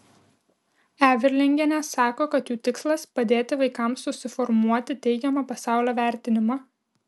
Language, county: Lithuanian, Kaunas